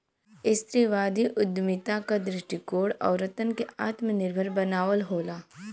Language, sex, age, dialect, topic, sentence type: Bhojpuri, female, 18-24, Western, banking, statement